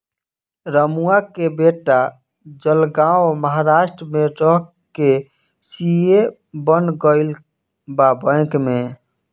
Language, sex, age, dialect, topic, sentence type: Bhojpuri, male, 25-30, Southern / Standard, banking, question